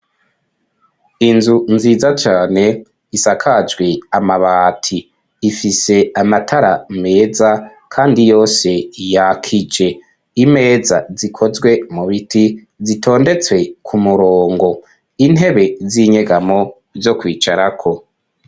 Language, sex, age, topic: Rundi, male, 25-35, education